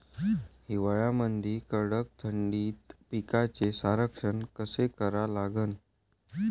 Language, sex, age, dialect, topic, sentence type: Marathi, male, 18-24, Varhadi, agriculture, question